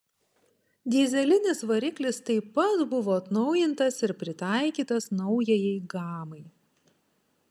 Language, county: Lithuanian, Panevėžys